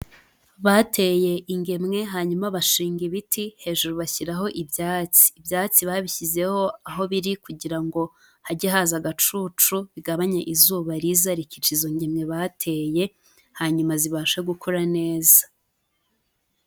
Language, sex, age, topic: Kinyarwanda, female, 18-24, agriculture